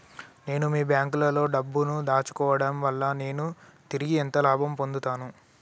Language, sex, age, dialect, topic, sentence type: Telugu, male, 18-24, Telangana, banking, question